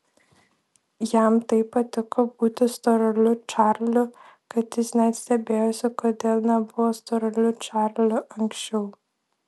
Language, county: Lithuanian, Vilnius